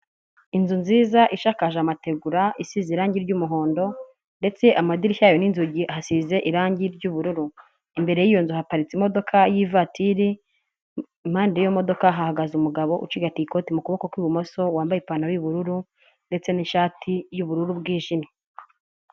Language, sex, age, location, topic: Kinyarwanda, female, 25-35, Nyagatare, government